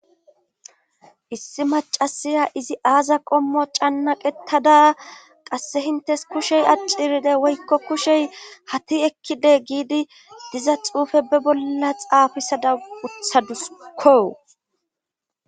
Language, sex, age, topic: Gamo, female, 25-35, government